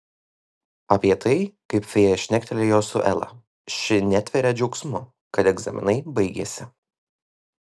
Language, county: Lithuanian, Vilnius